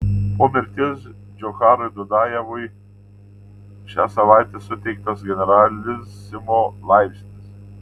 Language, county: Lithuanian, Tauragė